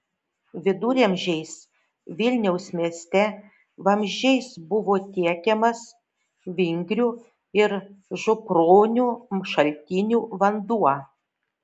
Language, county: Lithuanian, Šiauliai